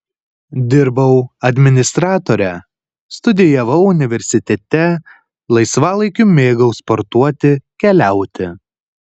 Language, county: Lithuanian, Kaunas